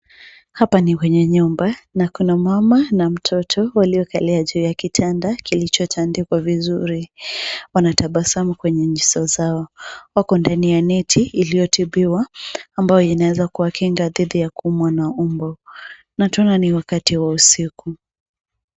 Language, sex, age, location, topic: Swahili, female, 25-35, Nairobi, health